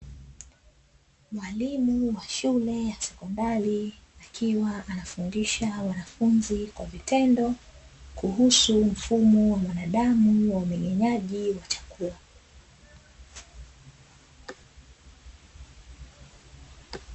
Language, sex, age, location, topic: Swahili, female, 25-35, Dar es Salaam, education